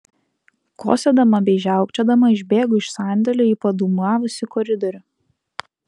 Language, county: Lithuanian, Utena